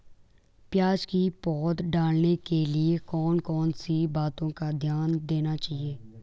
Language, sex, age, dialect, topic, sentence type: Hindi, male, 18-24, Garhwali, agriculture, question